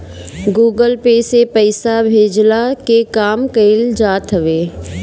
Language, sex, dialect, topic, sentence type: Bhojpuri, female, Northern, banking, statement